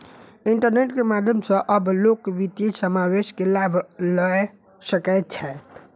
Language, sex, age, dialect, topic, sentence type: Maithili, male, 25-30, Southern/Standard, banking, statement